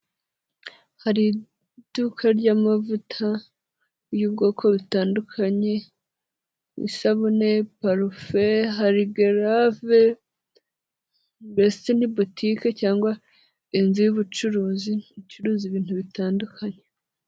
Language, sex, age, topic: Kinyarwanda, female, 18-24, finance